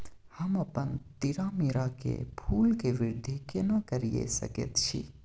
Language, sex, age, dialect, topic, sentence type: Maithili, male, 25-30, Bajjika, agriculture, question